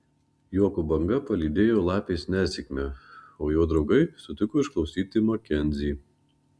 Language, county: Lithuanian, Marijampolė